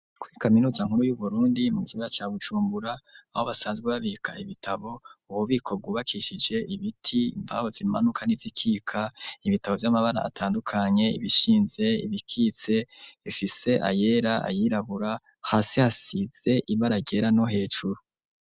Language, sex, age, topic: Rundi, male, 25-35, education